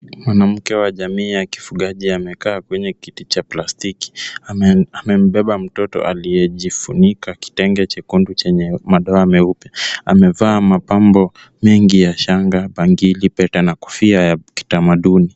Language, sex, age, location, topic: Swahili, male, 18-24, Kisumu, health